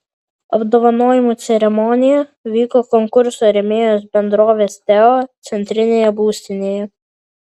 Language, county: Lithuanian, Vilnius